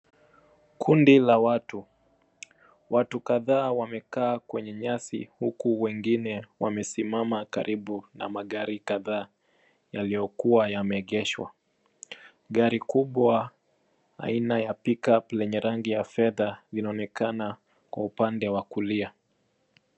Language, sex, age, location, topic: Swahili, male, 25-35, Nairobi, finance